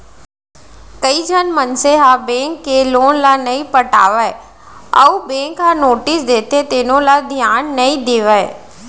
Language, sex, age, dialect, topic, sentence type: Chhattisgarhi, female, 25-30, Central, banking, statement